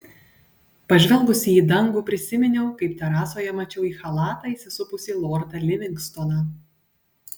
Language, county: Lithuanian, Panevėžys